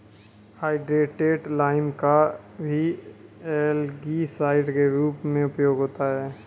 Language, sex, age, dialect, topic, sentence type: Hindi, male, 31-35, Kanauji Braj Bhasha, agriculture, statement